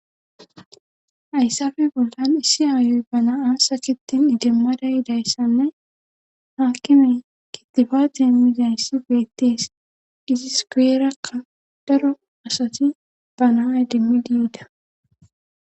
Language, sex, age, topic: Gamo, female, 25-35, government